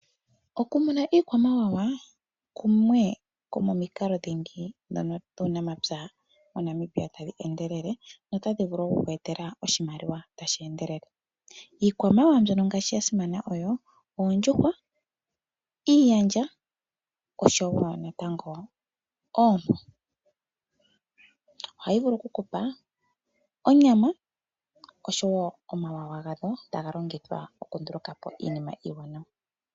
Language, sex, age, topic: Oshiwambo, female, 25-35, agriculture